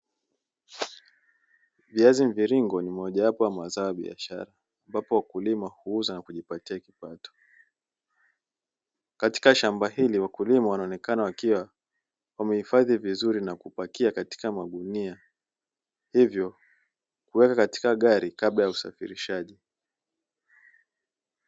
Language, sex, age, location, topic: Swahili, male, 25-35, Dar es Salaam, agriculture